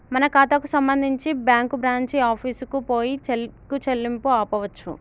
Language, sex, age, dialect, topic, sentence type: Telugu, female, 18-24, Telangana, banking, statement